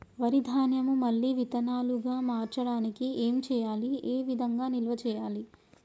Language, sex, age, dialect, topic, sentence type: Telugu, female, 25-30, Telangana, agriculture, question